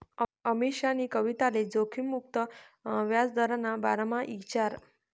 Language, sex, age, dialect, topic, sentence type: Marathi, female, 18-24, Northern Konkan, banking, statement